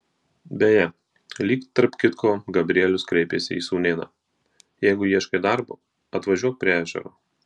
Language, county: Lithuanian, Marijampolė